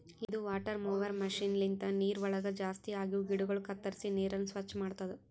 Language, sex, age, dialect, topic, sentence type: Kannada, female, 18-24, Northeastern, agriculture, statement